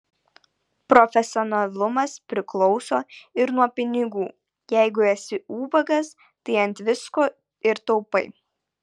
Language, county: Lithuanian, Vilnius